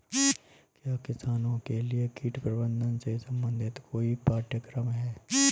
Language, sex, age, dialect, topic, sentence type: Hindi, male, 31-35, Marwari Dhudhari, agriculture, question